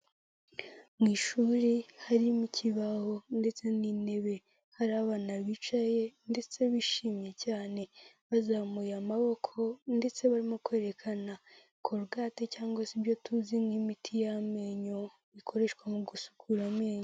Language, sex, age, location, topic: Kinyarwanda, female, 18-24, Kigali, health